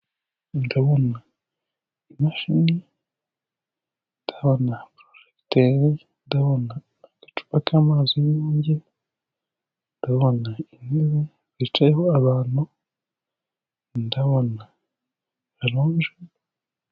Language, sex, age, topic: Kinyarwanda, male, 18-24, government